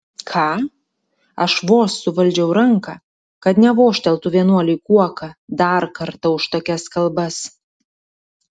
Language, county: Lithuanian, Klaipėda